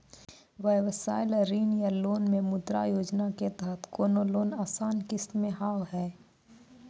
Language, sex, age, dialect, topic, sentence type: Maithili, female, 18-24, Angika, banking, question